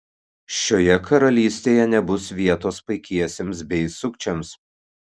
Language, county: Lithuanian, Kaunas